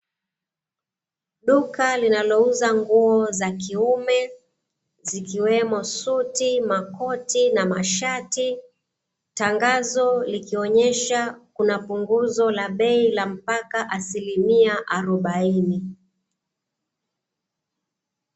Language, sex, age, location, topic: Swahili, female, 25-35, Dar es Salaam, finance